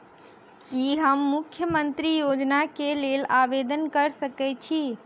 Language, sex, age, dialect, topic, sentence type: Maithili, female, 18-24, Southern/Standard, banking, question